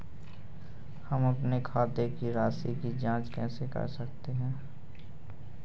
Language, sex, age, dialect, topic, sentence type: Hindi, male, 18-24, Awadhi Bundeli, banking, question